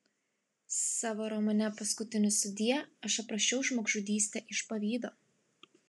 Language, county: Lithuanian, Klaipėda